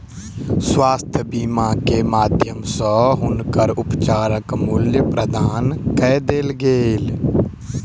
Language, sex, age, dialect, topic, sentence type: Maithili, male, 18-24, Southern/Standard, banking, statement